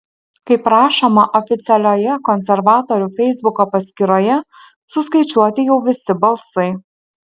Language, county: Lithuanian, Alytus